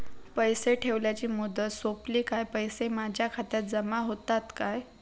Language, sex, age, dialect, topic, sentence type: Marathi, female, 56-60, Southern Konkan, banking, question